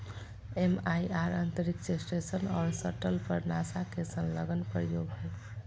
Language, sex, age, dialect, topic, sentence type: Magahi, female, 41-45, Southern, agriculture, statement